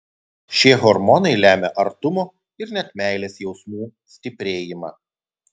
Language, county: Lithuanian, Telšiai